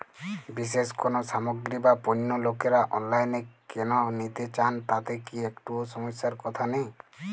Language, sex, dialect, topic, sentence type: Bengali, male, Jharkhandi, agriculture, question